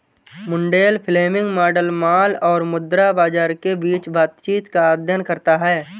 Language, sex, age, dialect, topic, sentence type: Hindi, male, 18-24, Marwari Dhudhari, banking, statement